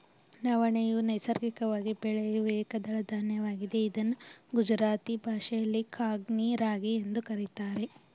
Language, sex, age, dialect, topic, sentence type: Kannada, female, 18-24, Mysore Kannada, agriculture, statement